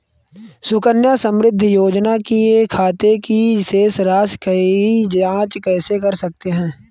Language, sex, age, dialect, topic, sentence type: Hindi, male, 31-35, Awadhi Bundeli, banking, question